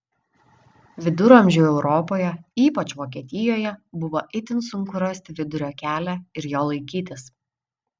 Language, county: Lithuanian, Vilnius